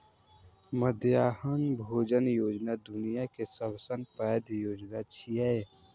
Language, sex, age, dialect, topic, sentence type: Maithili, male, 18-24, Eastern / Thethi, agriculture, statement